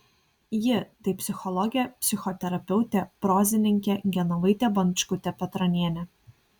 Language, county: Lithuanian, Kaunas